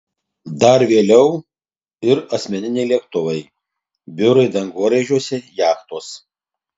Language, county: Lithuanian, Tauragė